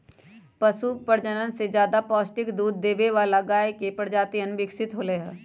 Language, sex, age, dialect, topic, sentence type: Magahi, female, 56-60, Western, agriculture, statement